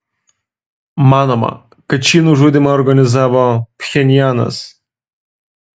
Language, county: Lithuanian, Vilnius